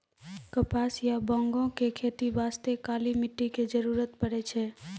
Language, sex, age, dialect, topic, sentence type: Maithili, female, 18-24, Angika, agriculture, statement